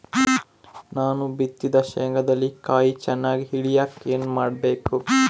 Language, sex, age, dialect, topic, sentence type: Kannada, male, 25-30, Central, agriculture, question